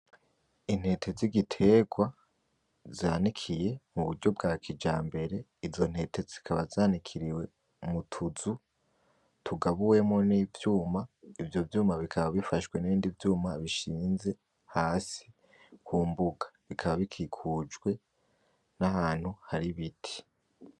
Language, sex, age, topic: Rundi, male, 18-24, agriculture